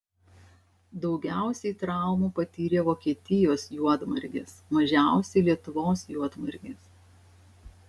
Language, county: Lithuanian, Šiauliai